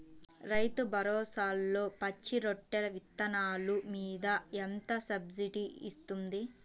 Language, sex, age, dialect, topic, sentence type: Telugu, female, 18-24, Central/Coastal, agriculture, question